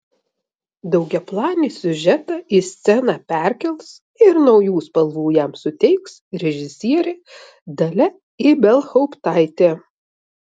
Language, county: Lithuanian, Vilnius